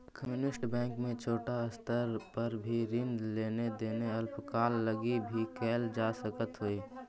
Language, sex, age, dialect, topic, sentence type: Magahi, female, 18-24, Central/Standard, banking, statement